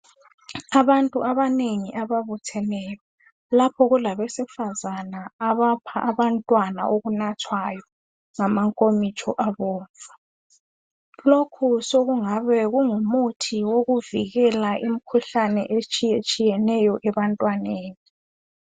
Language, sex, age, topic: North Ndebele, female, 25-35, health